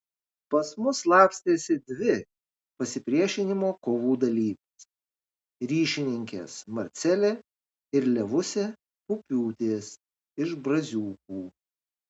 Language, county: Lithuanian, Kaunas